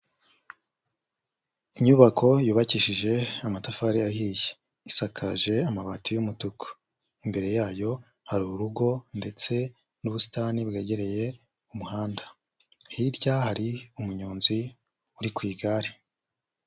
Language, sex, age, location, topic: Kinyarwanda, male, 25-35, Huye, education